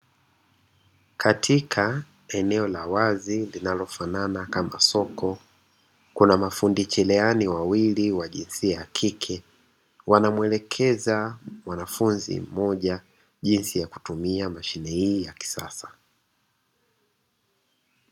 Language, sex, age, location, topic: Swahili, male, 36-49, Dar es Salaam, education